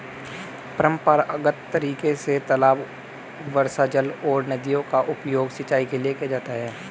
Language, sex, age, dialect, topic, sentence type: Hindi, male, 18-24, Hindustani Malvi Khadi Boli, agriculture, statement